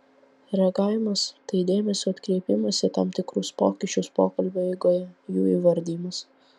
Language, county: Lithuanian, Vilnius